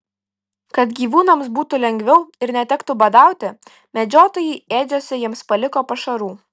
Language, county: Lithuanian, Kaunas